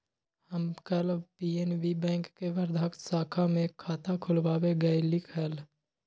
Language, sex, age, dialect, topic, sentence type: Magahi, male, 25-30, Western, banking, statement